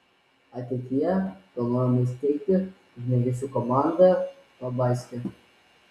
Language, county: Lithuanian, Vilnius